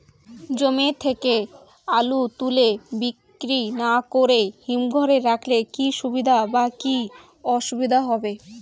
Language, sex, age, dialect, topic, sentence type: Bengali, female, <18, Rajbangshi, agriculture, question